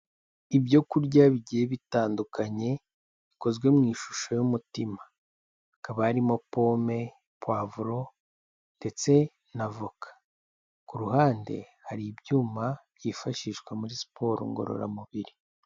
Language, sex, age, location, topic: Kinyarwanda, male, 18-24, Kigali, health